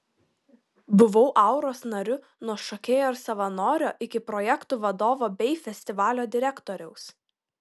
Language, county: Lithuanian, Kaunas